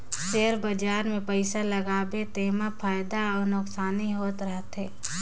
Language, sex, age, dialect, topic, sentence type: Chhattisgarhi, female, 18-24, Northern/Bhandar, banking, statement